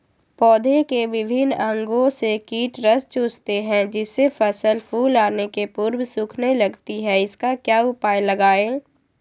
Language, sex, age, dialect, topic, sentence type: Magahi, female, 18-24, Western, agriculture, question